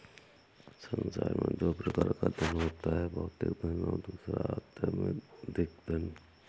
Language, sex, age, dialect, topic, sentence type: Hindi, male, 56-60, Awadhi Bundeli, banking, statement